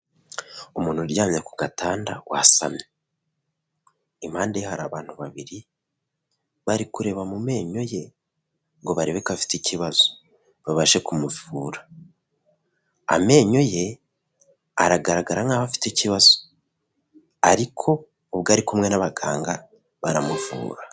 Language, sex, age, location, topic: Kinyarwanda, male, 25-35, Kigali, health